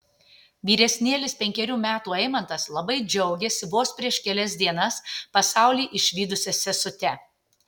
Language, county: Lithuanian, Tauragė